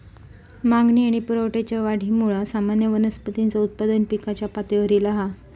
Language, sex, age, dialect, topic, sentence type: Marathi, female, 25-30, Southern Konkan, agriculture, statement